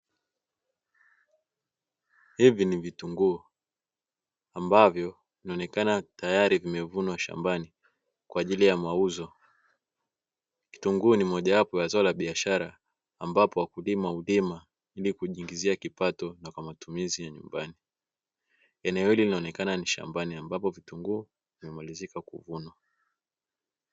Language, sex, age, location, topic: Swahili, male, 25-35, Dar es Salaam, agriculture